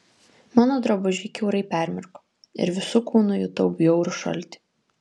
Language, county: Lithuanian, Kaunas